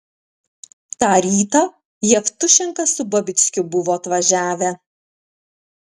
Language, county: Lithuanian, Panevėžys